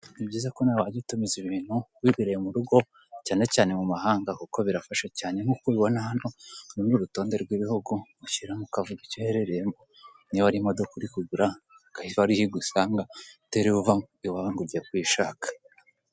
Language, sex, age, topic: Kinyarwanda, female, 25-35, finance